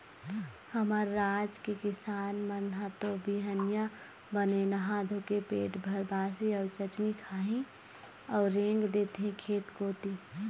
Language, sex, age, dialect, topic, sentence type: Chhattisgarhi, female, 18-24, Eastern, agriculture, statement